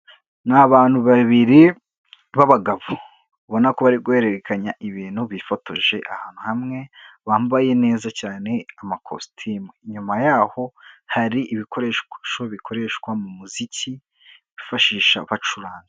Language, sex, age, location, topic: Kinyarwanda, female, 25-35, Kigali, government